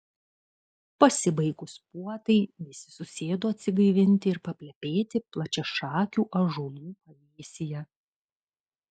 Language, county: Lithuanian, Kaunas